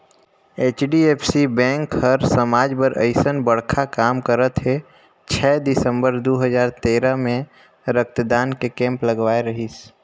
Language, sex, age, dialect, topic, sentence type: Chhattisgarhi, male, 25-30, Northern/Bhandar, banking, statement